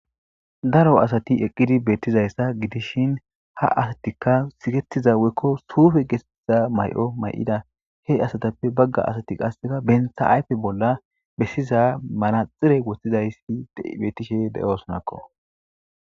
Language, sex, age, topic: Gamo, female, 18-24, government